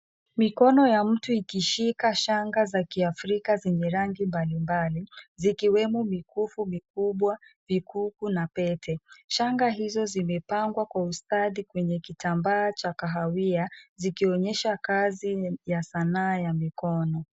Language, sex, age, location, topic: Swahili, female, 18-24, Nairobi, finance